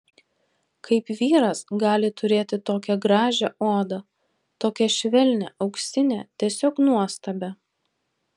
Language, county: Lithuanian, Panevėžys